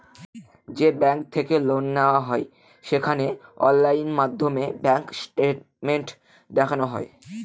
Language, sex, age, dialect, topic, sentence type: Bengali, male, <18, Northern/Varendri, banking, statement